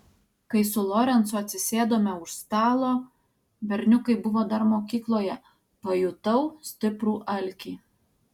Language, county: Lithuanian, Alytus